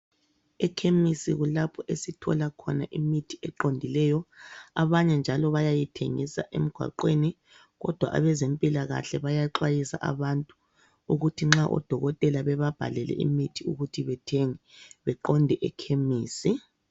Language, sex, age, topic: North Ndebele, female, 25-35, health